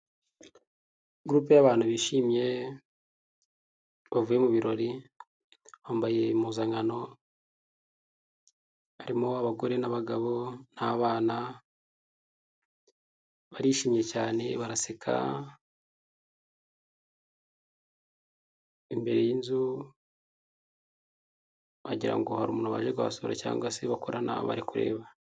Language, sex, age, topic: Kinyarwanda, male, 18-24, health